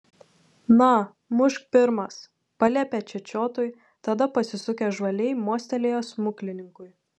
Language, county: Lithuanian, Telšiai